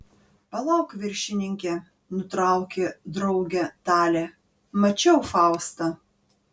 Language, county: Lithuanian, Panevėžys